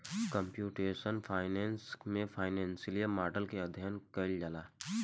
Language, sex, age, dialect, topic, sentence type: Bhojpuri, male, 18-24, Southern / Standard, banking, statement